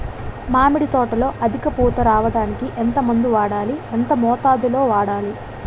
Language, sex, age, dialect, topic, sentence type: Telugu, female, 18-24, Utterandhra, agriculture, question